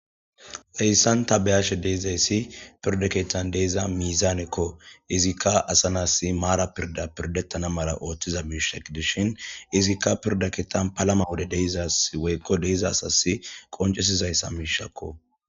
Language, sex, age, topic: Gamo, male, 18-24, government